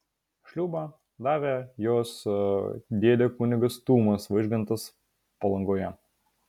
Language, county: Lithuanian, Vilnius